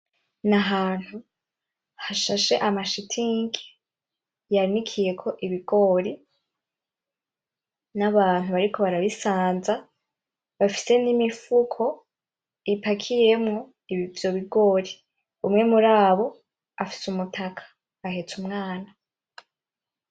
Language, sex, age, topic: Rundi, female, 18-24, agriculture